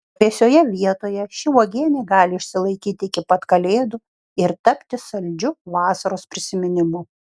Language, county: Lithuanian, Kaunas